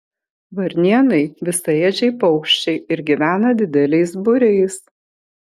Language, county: Lithuanian, Kaunas